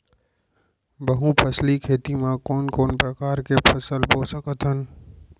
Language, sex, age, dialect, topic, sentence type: Chhattisgarhi, male, 25-30, Central, agriculture, question